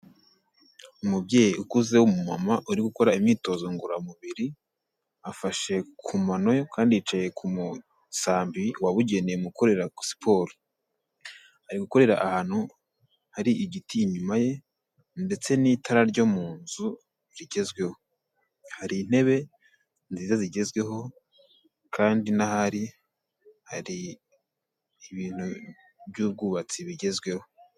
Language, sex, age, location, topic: Kinyarwanda, male, 18-24, Kigali, health